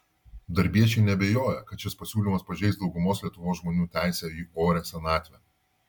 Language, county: Lithuanian, Vilnius